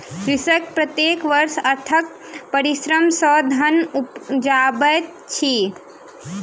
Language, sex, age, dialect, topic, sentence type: Maithili, female, 18-24, Southern/Standard, agriculture, statement